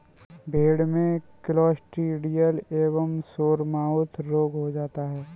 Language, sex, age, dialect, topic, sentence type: Hindi, male, 25-30, Kanauji Braj Bhasha, agriculture, statement